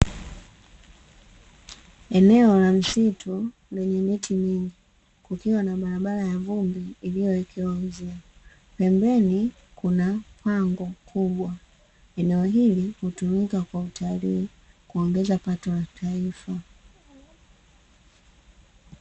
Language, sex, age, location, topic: Swahili, female, 18-24, Dar es Salaam, agriculture